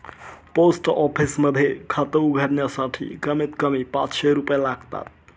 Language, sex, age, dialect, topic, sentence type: Marathi, male, 25-30, Northern Konkan, banking, statement